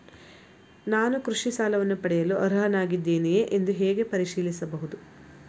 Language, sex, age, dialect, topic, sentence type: Kannada, female, 25-30, Mysore Kannada, banking, question